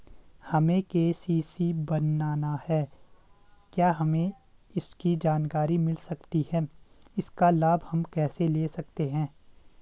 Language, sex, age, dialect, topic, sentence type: Hindi, male, 18-24, Garhwali, banking, question